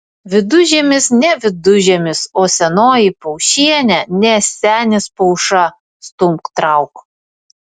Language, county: Lithuanian, Vilnius